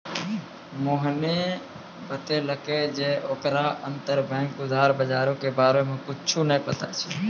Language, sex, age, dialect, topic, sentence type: Maithili, male, 25-30, Angika, banking, statement